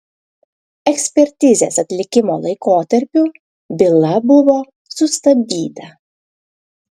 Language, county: Lithuanian, Klaipėda